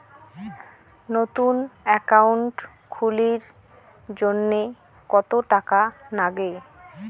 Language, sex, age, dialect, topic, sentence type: Bengali, female, 25-30, Rajbangshi, banking, question